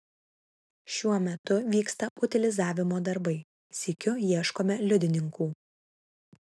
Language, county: Lithuanian, Vilnius